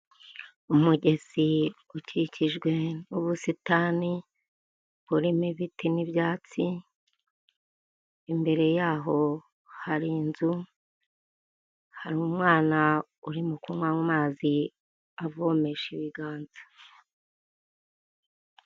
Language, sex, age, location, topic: Kinyarwanda, female, 50+, Kigali, health